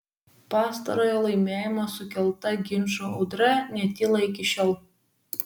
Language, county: Lithuanian, Vilnius